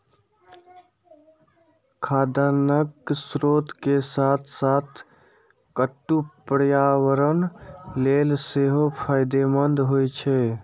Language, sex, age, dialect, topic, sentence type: Maithili, male, 51-55, Eastern / Thethi, agriculture, statement